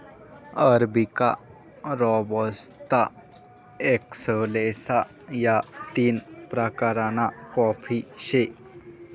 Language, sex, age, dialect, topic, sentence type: Marathi, male, 18-24, Northern Konkan, agriculture, statement